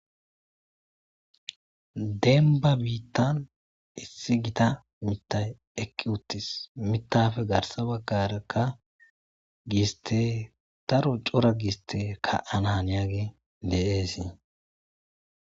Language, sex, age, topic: Gamo, male, 25-35, agriculture